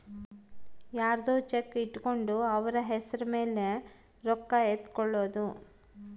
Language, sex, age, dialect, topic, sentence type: Kannada, female, 36-40, Central, banking, statement